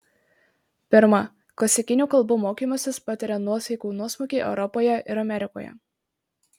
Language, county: Lithuanian, Marijampolė